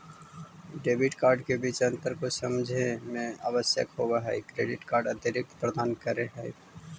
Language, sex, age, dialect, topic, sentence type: Magahi, male, 25-30, Central/Standard, banking, question